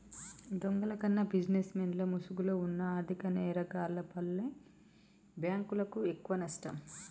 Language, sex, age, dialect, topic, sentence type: Telugu, female, 31-35, Telangana, banking, statement